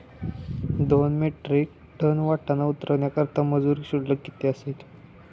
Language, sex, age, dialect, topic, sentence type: Marathi, male, 18-24, Standard Marathi, agriculture, question